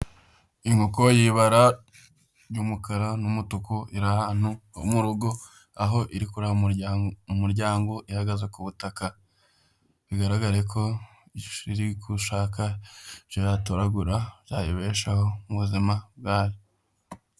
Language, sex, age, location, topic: Kinyarwanda, male, 25-35, Huye, agriculture